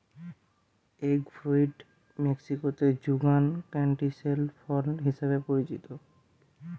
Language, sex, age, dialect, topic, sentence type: Bengali, male, 18-24, Western, agriculture, statement